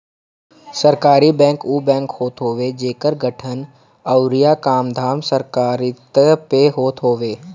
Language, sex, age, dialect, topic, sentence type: Bhojpuri, male, <18, Northern, banking, statement